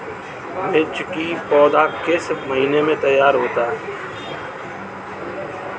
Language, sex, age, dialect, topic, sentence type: Hindi, male, 36-40, Kanauji Braj Bhasha, agriculture, question